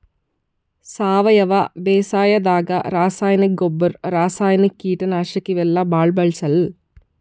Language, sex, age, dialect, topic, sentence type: Kannada, female, 25-30, Northeastern, agriculture, statement